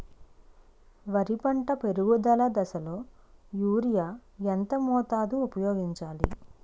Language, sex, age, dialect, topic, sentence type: Telugu, female, 25-30, Utterandhra, agriculture, question